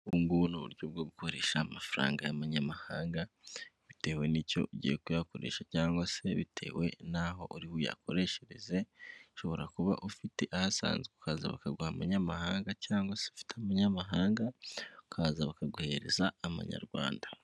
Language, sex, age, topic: Kinyarwanda, male, 25-35, finance